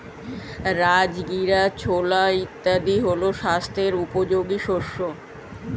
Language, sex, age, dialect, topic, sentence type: Bengali, male, 36-40, Standard Colloquial, agriculture, statement